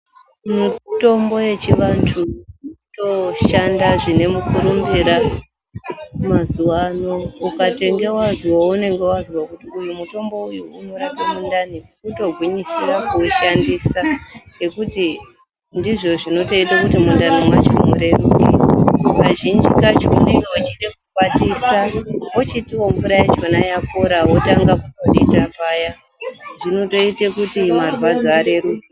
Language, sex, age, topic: Ndau, female, 36-49, health